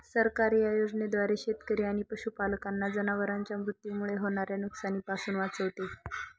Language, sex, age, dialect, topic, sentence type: Marathi, male, 18-24, Northern Konkan, agriculture, statement